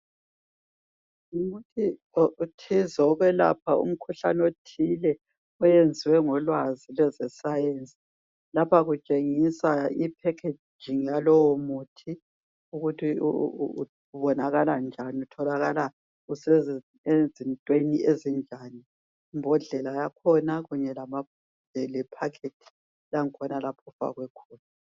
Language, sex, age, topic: North Ndebele, female, 50+, health